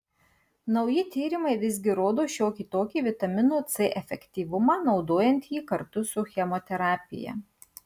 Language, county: Lithuanian, Marijampolė